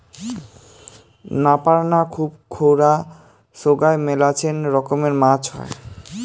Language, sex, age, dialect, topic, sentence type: Bengali, male, 18-24, Rajbangshi, agriculture, statement